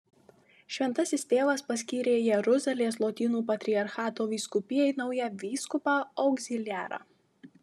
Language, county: Lithuanian, Marijampolė